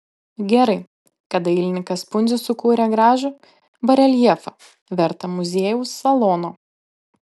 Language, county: Lithuanian, Panevėžys